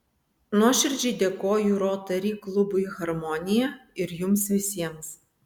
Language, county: Lithuanian, Vilnius